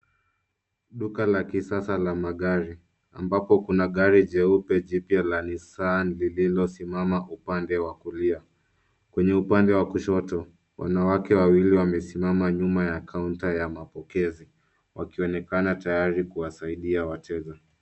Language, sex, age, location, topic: Swahili, male, 25-35, Nairobi, finance